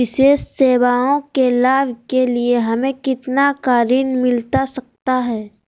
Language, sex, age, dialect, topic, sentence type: Magahi, female, 18-24, Southern, banking, question